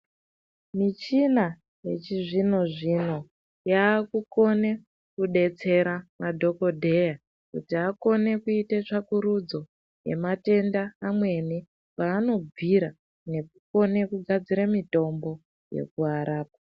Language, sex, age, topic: Ndau, female, 18-24, health